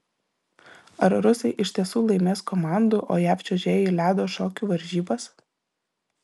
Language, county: Lithuanian, Vilnius